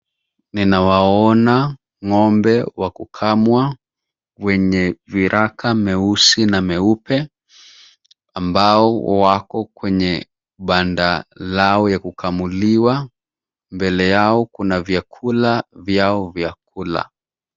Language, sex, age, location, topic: Swahili, male, 25-35, Nairobi, agriculture